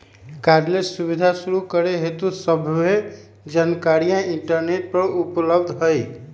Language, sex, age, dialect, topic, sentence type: Magahi, female, 18-24, Western, banking, statement